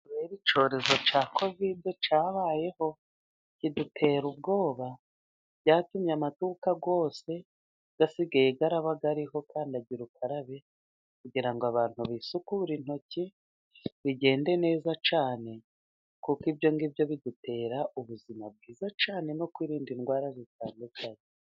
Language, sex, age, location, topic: Kinyarwanda, female, 36-49, Musanze, finance